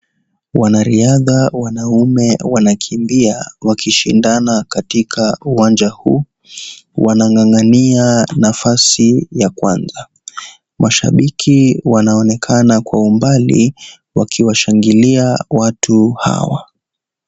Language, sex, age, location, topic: Swahili, male, 18-24, Kisii, government